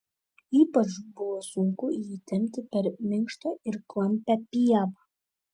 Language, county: Lithuanian, Šiauliai